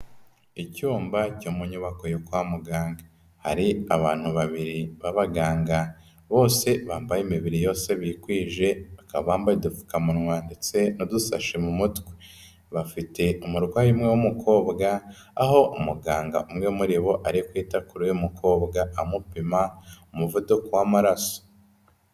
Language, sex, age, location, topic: Kinyarwanda, male, 25-35, Kigali, health